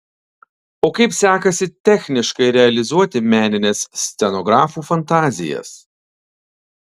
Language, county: Lithuanian, Alytus